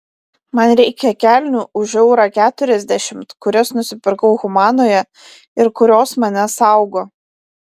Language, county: Lithuanian, Vilnius